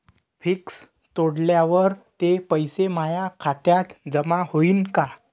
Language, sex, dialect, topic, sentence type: Marathi, male, Varhadi, banking, question